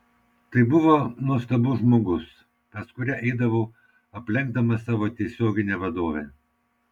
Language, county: Lithuanian, Vilnius